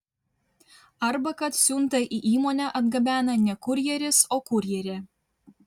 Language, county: Lithuanian, Vilnius